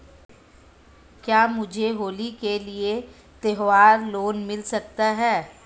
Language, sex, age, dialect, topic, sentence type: Hindi, female, 25-30, Marwari Dhudhari, banking, question